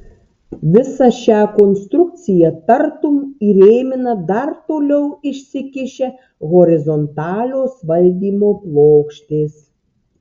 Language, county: Lithuanian, Tauragė